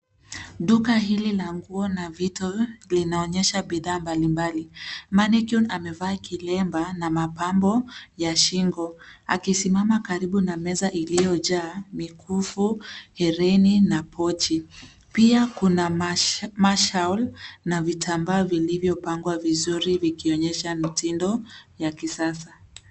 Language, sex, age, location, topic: Swahili, female, 25-35, Nairobi, finance